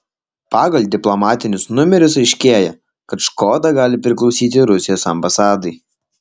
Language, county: Lithuanian, Alytus